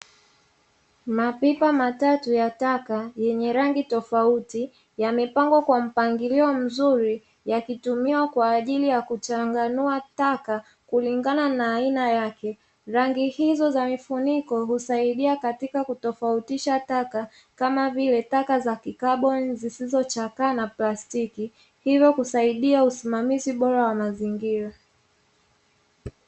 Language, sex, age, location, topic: Swahili, female, 25-35, Dar es Salaam, government